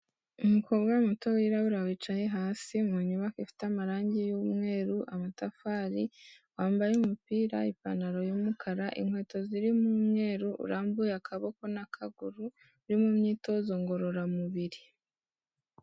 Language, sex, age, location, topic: Kinyarwanda, female, 18-24, Kigali, health